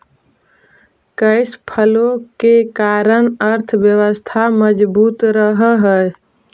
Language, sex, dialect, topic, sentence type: Magahi, female, Central/Standard, agriculture, statement